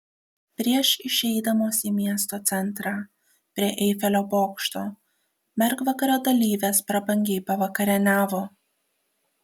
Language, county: Lithuanian, Kaunas